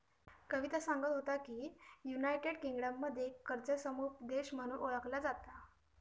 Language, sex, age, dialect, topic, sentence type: Marathi, female, 18-24, Southern Konkan, banking, statement